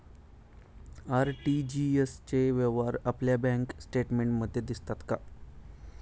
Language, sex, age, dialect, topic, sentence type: Marathi, male, 25-30, Standard Marathi, banking, question